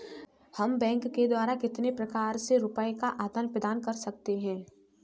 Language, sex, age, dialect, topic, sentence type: Hindi, female, 18-24, Kanauji Braj Bhasha, banking, question